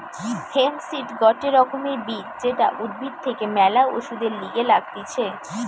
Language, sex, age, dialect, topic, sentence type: Bengali, female, 18-24, Western, agriculture, statement